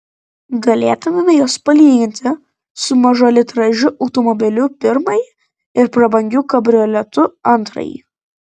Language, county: Lithuanian, Vilnius